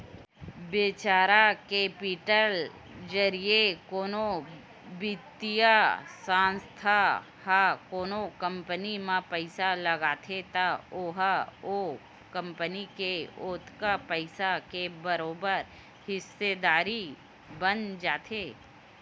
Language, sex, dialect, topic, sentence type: Chhattisgarhi, female, Western/Budati/Khatahi, banking, statement